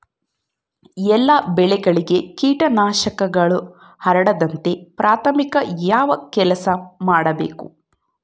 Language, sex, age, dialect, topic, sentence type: Kannada, female, 25-30, Central, agriculture, question